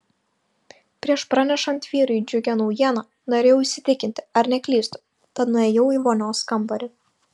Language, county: Lithuanian, Šiauliai